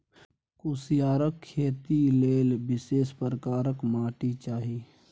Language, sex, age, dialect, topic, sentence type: Maithili, male, 18-24, Bajjika, agriculture, statement